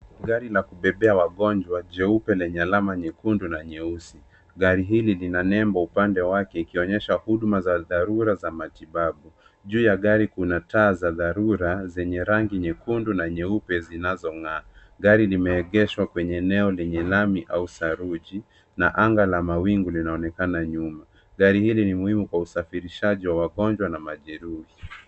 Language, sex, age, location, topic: Swahili, male, 25-35, Nairobi, health